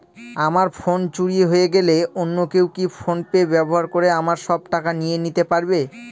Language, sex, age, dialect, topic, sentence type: Bengali, male, 18-24, Northern/Varendri, banking, question